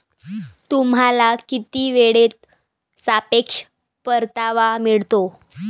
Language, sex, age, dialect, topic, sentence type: Marathi, female, 18-24, Varhadi, banking, statement